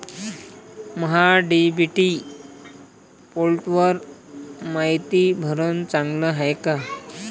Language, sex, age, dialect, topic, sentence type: Marathi, male, 25-30, Varhadi, agriculture, question